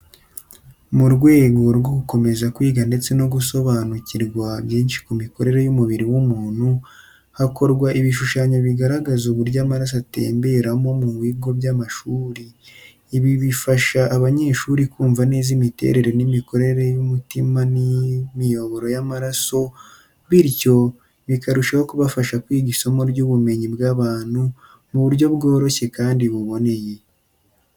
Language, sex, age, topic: Kinyarwanda, female, 25-35, education